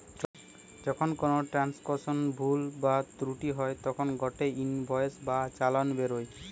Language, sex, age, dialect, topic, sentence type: Bengali, male, 18-24, Western, banking, statement